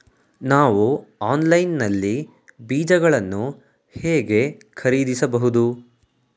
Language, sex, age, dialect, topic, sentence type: Kannada, male, 18-24, Mysore Kannada, agriculture, statement